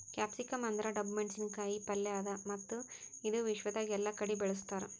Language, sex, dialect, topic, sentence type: Kannada, female, Northeastern, agriculture, statement